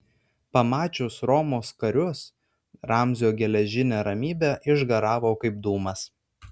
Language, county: Lithuanian, Vilnius